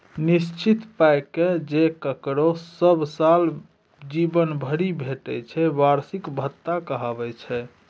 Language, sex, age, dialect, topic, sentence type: Maithili, male, 31-35, Bajjika, banking, statement